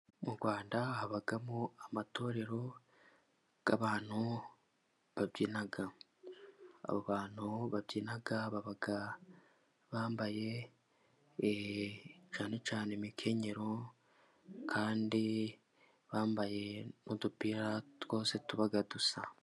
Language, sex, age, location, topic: Kinyarwanda, male, 18-24, Musanze, government